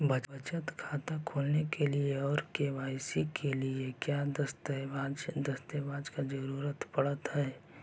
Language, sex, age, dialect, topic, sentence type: Magahi, male, 56-60, Central/Standard, banking, question